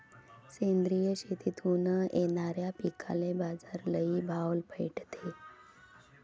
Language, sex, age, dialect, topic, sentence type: Marathi, female, 56-60, Varhadi, agriculture, statement